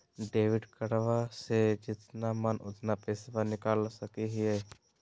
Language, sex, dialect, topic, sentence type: Magahi, male, Southern, banking, question